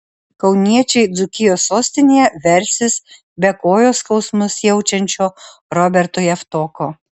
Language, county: Lithuanian, Alytus